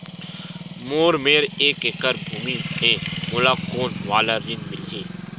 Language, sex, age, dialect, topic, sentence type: Chhattisgarhi, male, 18-24, Western/Budati/Khatahi, banking, question